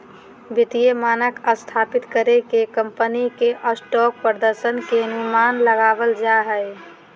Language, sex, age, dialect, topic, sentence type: Magahi, female, 18-24, Southern, banking, statement